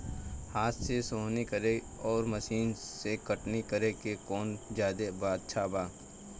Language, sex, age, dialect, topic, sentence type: Bhojpuri, male, 18-24, Southern / Standard, agriculture, question